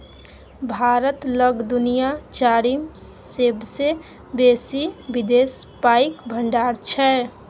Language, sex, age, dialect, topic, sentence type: Maithili, female, 60-100, Bajjika, banking, statement